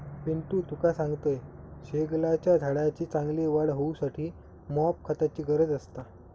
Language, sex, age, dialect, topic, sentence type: Marathi, male, 25-30, Southern Konkan, agriculture, statement